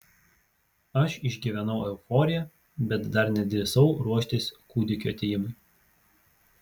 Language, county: Lithuanian, Vilnius